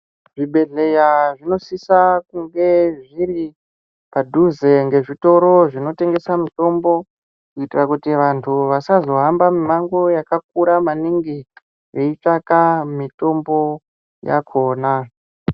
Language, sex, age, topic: Ndau, female, 36-49, health